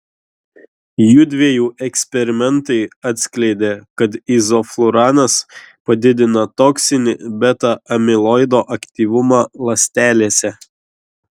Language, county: Lithuanian, Šiauliai